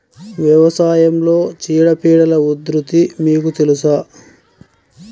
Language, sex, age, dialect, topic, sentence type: Telugu, male, 41-45, Central/Coastal, agriculture, question